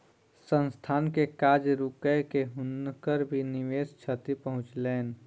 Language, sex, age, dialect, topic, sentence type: Maithili, female, 60-100, Southern/Standard, banking, statement